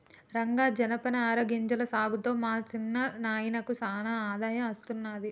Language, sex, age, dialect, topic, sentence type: Telugu, female, 36-40, Telangana, agriculture, statement